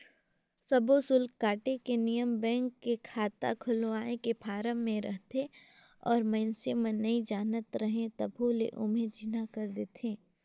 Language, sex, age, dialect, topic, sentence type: Chhattisgarhi, female, 18-24, Northern/Bhandar, banking, statement